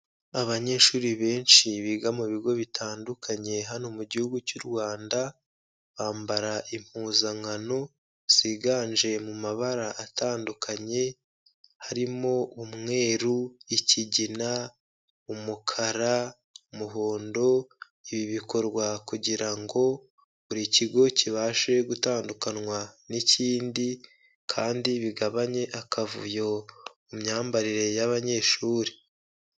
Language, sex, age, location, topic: Kinyarwanda, male, 25-35, Kigali, education